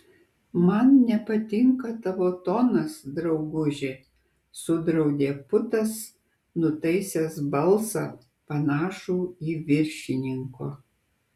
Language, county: Lithuanian, Kaunas